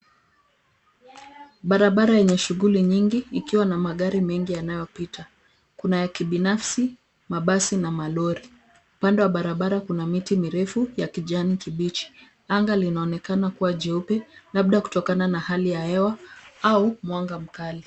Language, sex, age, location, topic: Swahili, female, 25-35, Nairobi, government